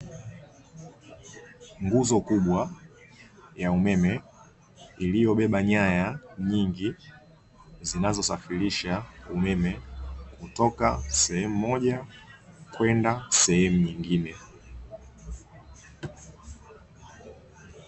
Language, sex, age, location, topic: Swahili, male, 25-35, Dar es Salaam, government